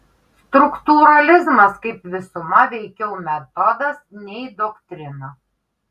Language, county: Lithuanian, Kaunas